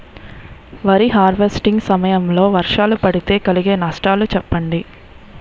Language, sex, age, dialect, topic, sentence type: Telugu, female, 25-30, Utterandhra, agriculture, question